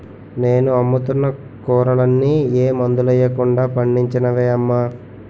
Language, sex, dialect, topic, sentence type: Telugu, male, Utterandhra, agriculture, statement